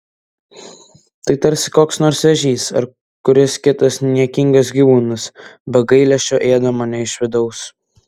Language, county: Lithuanian, Vilnius